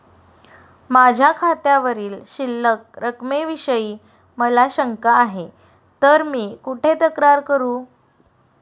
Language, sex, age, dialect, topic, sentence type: Marathi, female, 36-40, Standard Marathi, banking, question